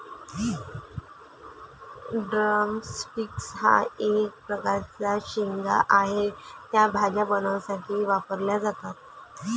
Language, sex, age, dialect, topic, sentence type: Marathi, female, 25-30, Varhadi, agriculture, statement